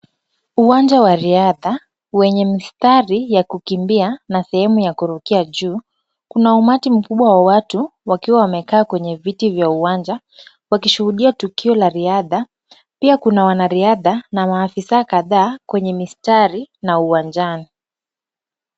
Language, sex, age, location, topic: Swahili, female, 25-35, Kisumu, government